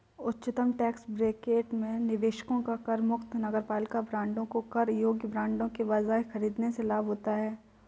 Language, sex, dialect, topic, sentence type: Hindi, female, Kanauji Braj Bhasha, banking, statement